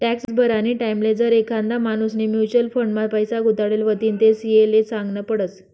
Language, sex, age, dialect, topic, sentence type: Marathi, female, 25-30, Northern Konkan, banking, statement